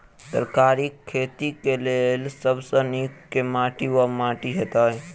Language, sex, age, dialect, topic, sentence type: Maithili, male, 18-24, Southern/Standard, agriculture, question